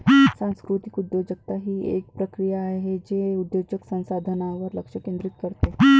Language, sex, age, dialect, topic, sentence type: Marathi, female, 25-30, Varhadi, banking, statement